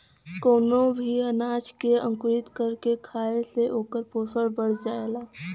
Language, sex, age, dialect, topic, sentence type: Bhojpuri, female, <18, Western, agriculture, statement